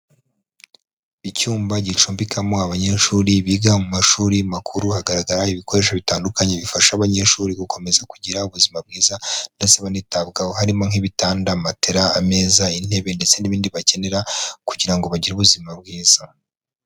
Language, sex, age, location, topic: Kinyarwanda, male, 25-35, Huye, education